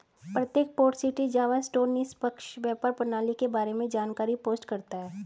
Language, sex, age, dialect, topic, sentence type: Hindi, female, 36-40, Hindustani Malvi Khadi Boli, banking, statement